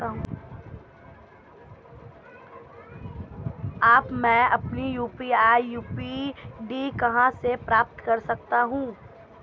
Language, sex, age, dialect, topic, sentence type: Hindi, female, 25-30, Marwari Dhudhari, banking, question